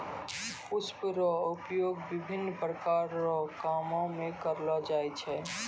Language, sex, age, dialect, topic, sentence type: Maithili, male, 18-24, Angika, agriculture, statement